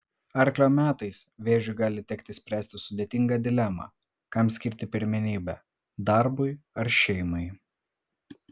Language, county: Lithuanian, Vilnius